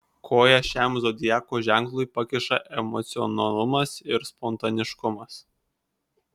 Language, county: Lithuanian, Kaunas